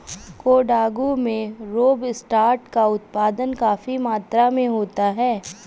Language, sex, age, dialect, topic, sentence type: Hindi, female, 25-30, Awadhi Bundeli, agriculture, statement